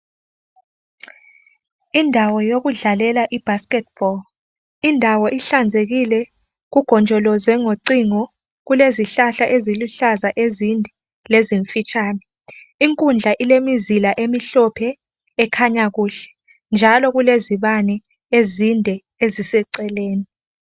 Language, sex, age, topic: North Ndebele, female, 18-24, education